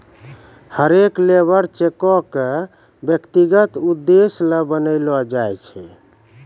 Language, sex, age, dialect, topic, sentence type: Maithili, male, 41-45, Angika, banking, statement